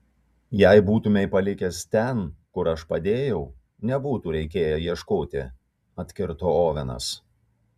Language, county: Lithuanian, Kaunas